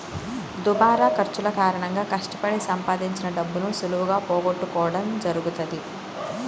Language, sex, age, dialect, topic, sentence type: Telugu, female, 18-24, Central/Coastal, banking, statement